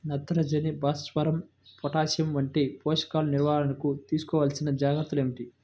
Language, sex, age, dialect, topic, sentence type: Telugu, male, 25-30, Central/Coastal, agriculture, question